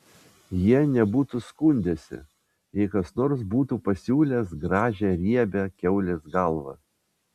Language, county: Lithuanian, Vilnius